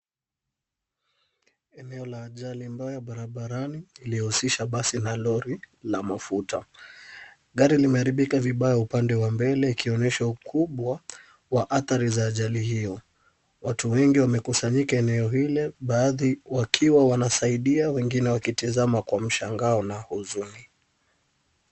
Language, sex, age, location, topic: Swahili, male, 25-35, Kisumu, health